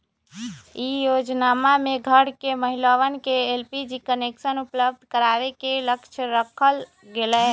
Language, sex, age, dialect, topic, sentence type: Magahi, female, 36-40, Western, agriculture, statement